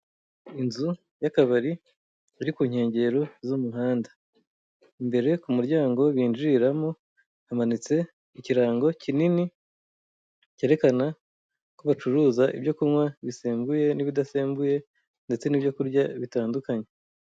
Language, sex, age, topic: Kinyarwanda, female, 25-35, finance